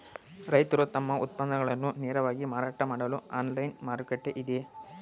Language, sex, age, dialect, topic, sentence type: Kannada, male, 18-24, Mysore Kannada, agriculture, statement